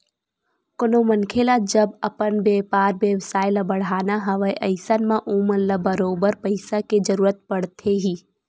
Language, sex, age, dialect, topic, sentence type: Chhattisgarhi, female, 18-24, Western/Budati/Khatahi, banking, statement